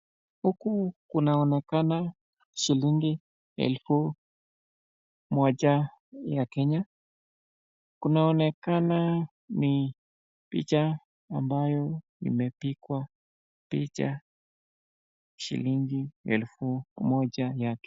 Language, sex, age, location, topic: Swahili, male, 25-35, Nakuru, finance